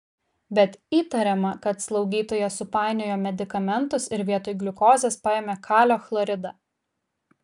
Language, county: Lithuanian, Kaunas